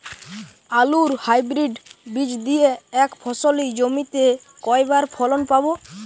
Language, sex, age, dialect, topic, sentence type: Bengali, male, 18-24, Jharkhandi, agriculture, question